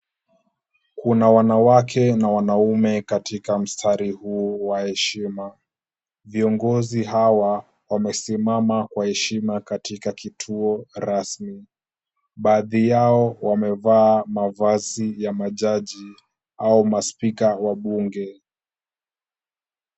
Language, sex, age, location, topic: Swahili, male, 18-24, Kisumu, government